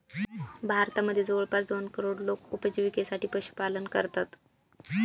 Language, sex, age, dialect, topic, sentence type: Marathi, female, 25-30, Northern Konkan, agriculture, statement